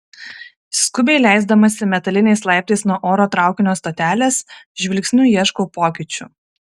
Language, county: Lithuanian, Kaunas